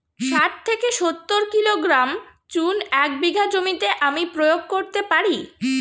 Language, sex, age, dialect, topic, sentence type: Bengali, female, 36-40, Standard Colloquial, agriculture, question